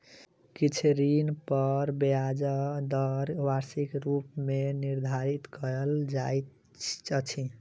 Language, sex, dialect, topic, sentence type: Maithili, male, Southern/Standard, banking, statement